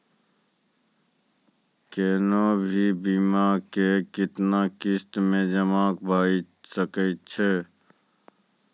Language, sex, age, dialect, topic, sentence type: Maithili, male, 25-30, Angika, banking, question